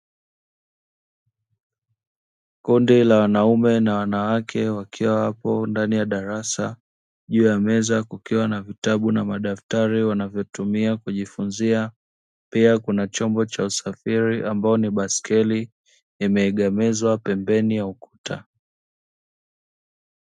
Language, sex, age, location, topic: Swahili, male, 25-35, Dar es Salaam, education